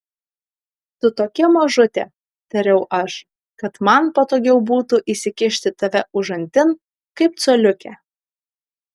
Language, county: Lithuanian, Kaunas